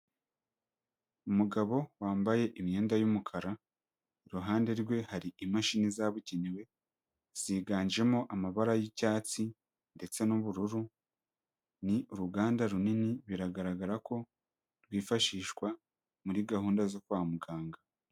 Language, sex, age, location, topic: Kinyarwanda, male, 25-35, Huye, health